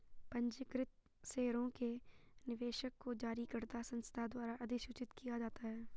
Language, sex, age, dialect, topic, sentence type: Hindi, female, 51-55, Garhwali, banking, statement